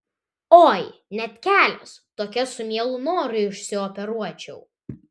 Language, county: Lithuanian, Vilnius